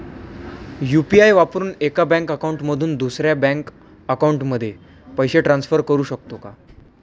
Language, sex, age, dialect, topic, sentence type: Marathi, male, 18-24, Standard Marathi, banking, question